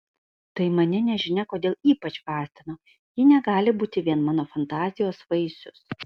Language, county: Lithuanian, Kaunas